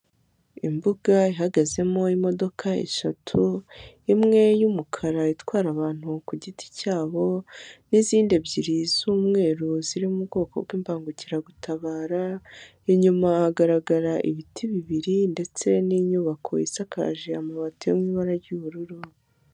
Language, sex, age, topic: Kinyarwanda, male, 18-24, government